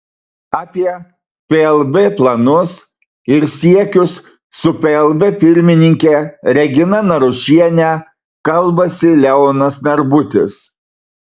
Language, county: Lithuanian, Marijampolė